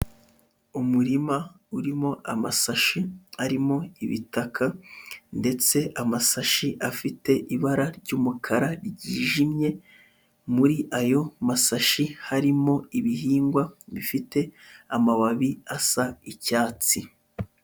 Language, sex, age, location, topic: Kinyarwanda, male, 25-35, Huye, agriculture